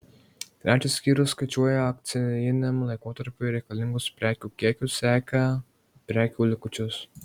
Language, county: Lithuanian, Marijampolė